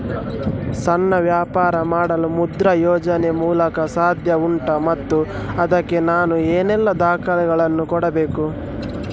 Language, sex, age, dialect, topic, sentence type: Kannada, male, 18-24, Coastal/Dakshin, banking, question